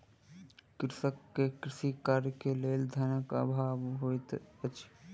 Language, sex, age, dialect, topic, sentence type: Maithili, male, 18-24, Southern/Standard, agriculture, statement